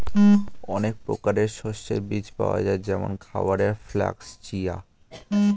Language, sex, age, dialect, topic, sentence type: Bengali, male, 18-24, Standard Colloquial, agriculture, statement